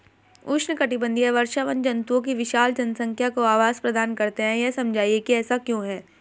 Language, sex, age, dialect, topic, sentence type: Hindi, female, 18-24, Hindustani Malvi Khadi Boli, agriculture, question